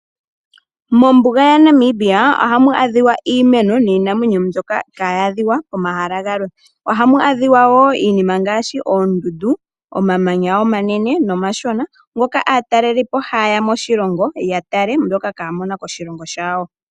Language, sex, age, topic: Oshiwambo, female, 18-24, agriculture